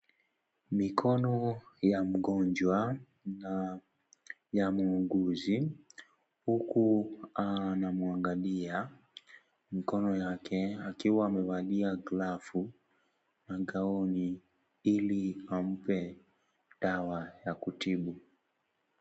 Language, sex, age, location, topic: Swahili, male, 18-24, Kisii, health